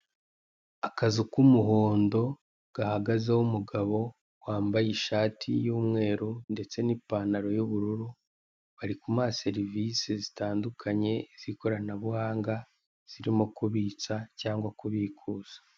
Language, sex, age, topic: Kinyarwanda, male, 18-24, finance